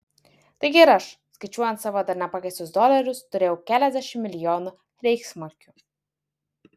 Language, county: Lithuanian, Vilnius